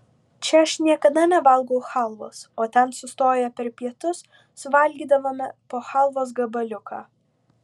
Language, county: Lithuanian, Vilnius